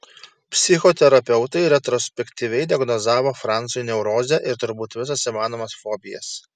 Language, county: Lithuanian, Šiauliai